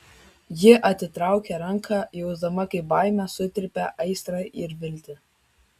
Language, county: Lithuanian, Kaunas